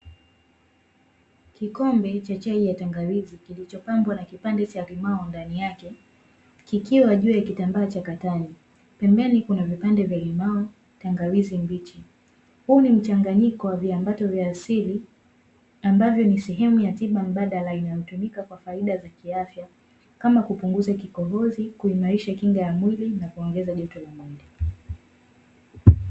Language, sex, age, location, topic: Swahili, female, 18-24, Dar es Salaam, health